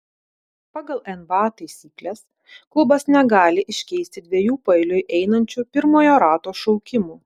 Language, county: Lithuanian, Vilnius